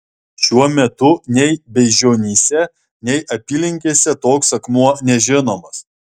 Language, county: Lithuanian, Alytus